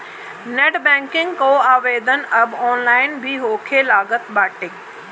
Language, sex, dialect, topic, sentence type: Bhojpuri, female, Northern, banking, statement